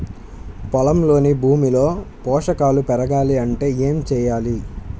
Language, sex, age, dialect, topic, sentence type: Telugu, male, 18-24, Central/Coastal, agriculture, question